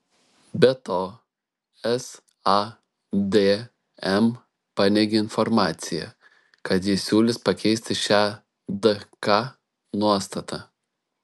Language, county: Lithuanian, Šiauliai